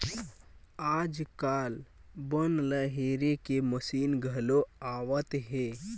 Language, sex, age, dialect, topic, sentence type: Chhattisgarhi, male, 18-24, Western/Budati/Khatahi, agriculture, statement